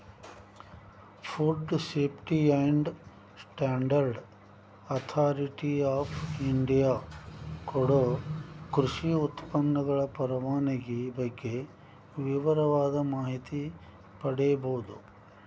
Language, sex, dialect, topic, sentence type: Kannada, male, Dharwad Kannada, agriculture, statement